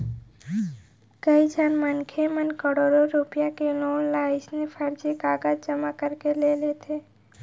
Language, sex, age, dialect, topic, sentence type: Chhattisgarhi, female, 18-24, Central, banking, statement